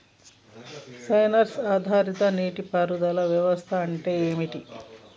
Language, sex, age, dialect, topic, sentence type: Telugu, male, 41-45, Telangana, agriculture, question